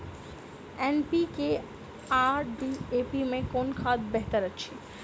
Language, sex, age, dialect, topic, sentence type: Maithili, female, 25-30, Southern/Standard, agriculture, question